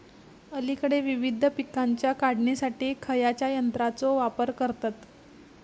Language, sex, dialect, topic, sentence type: Marathi, female, Southern Konkan, agriculture, question